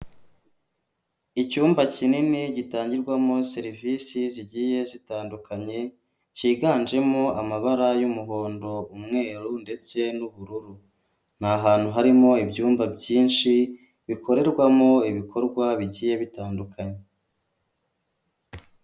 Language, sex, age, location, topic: Kinyarwanda, male, 25-35, Kigali, health